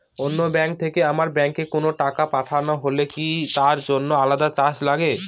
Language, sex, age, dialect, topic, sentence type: Bengali, male, 18-24, Northern/Varendri, banking, question